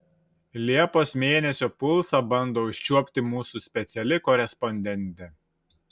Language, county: Lithuanian, Šiauliai